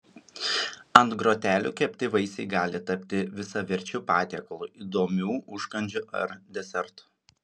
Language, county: Lithuanian, Šiauliai